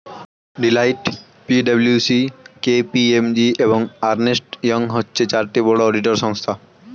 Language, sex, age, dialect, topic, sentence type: Bengali, male, 18-24, Standard Colloquial, banking, statement